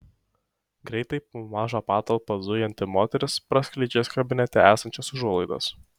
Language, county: Lithuanian, Šiauliai